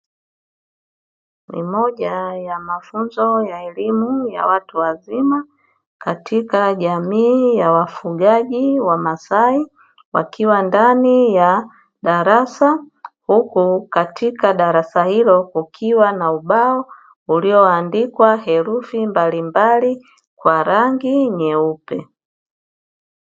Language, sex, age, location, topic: Swahili, female, 50+, Dar es Salaam, education